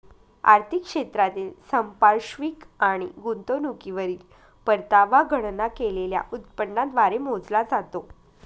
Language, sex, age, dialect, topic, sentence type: Marathi, female, 25-30, Northern Konkan, banking, statement